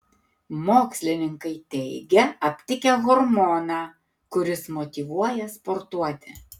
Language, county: Lithuanian, Tauragė